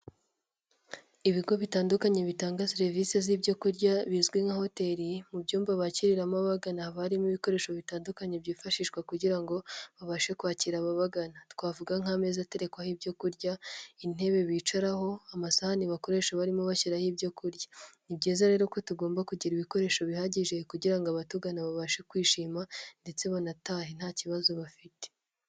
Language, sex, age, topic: Kinyarwanda, female, 18-24, finance